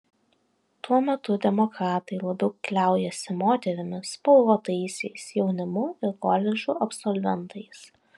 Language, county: Lithuanian, Vilnius